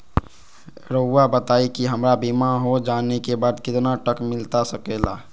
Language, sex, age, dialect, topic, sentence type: Magahi, male, 25-30, Southern, banking, question